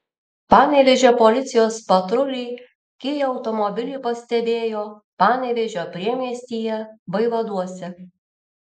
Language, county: Lithuanian, Alytus